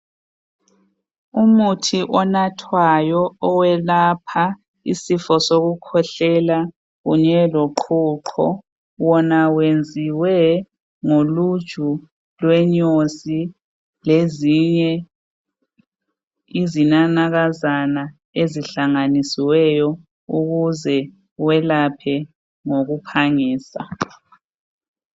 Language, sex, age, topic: North Ndebele, female, 36-49, health